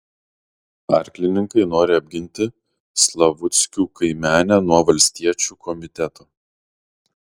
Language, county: Lithuanian, Kaunas